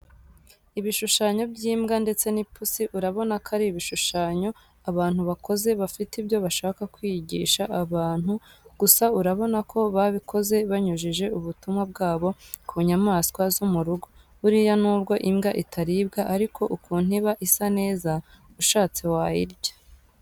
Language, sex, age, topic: Kinyarwanda, female, 18-24, education